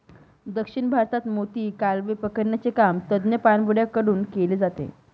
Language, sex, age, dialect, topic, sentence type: Marathi, female, 18-24, Northern Konkan, agriculture, statement